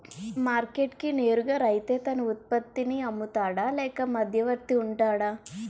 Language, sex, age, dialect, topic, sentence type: Telugu, female, 18-24, Utterandhra, agriculture, question